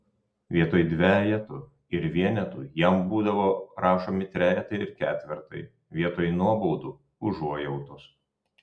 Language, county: Lithuanian, Telšiai